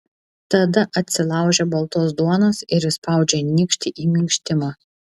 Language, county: Lithuanian, Vilnius